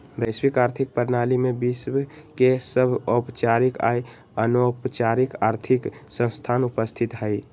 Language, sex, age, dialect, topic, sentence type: Magahi, male, 18-24, Western, banking, statement